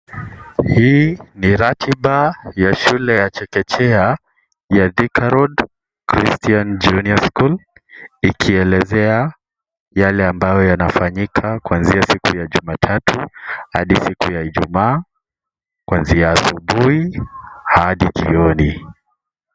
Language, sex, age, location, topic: Swahili, male, 18-24, Kisii, education